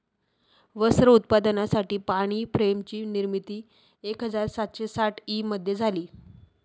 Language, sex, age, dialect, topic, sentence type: Marathi, female, 36-40, Northern Konkan, agriculture, statement